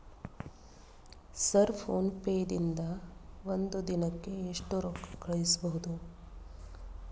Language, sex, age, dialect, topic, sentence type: Kannada, female, 36-40, Dharwad Kannada, banking, question